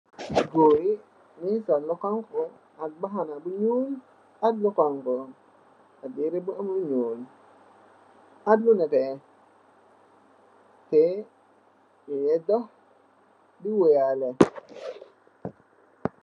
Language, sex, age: Wolof, male, 18-24